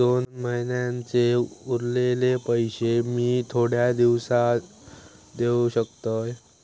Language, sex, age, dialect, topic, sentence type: Marathi, male, 25-30, Southern Konkan, banking, question